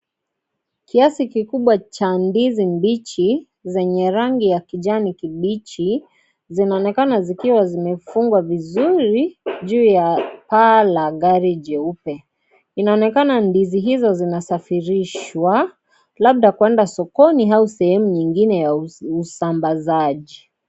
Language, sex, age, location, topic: Swahili, female, 25-35, Kisii, agriculture